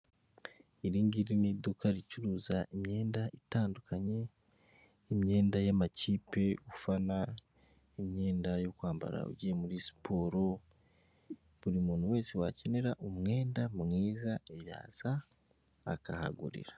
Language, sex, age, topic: Kinyarwanda, male, 25-35, finance